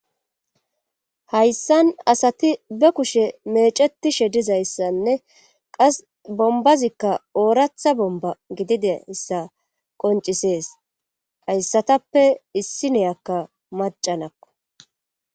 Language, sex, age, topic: Gamo, female, 36-49, government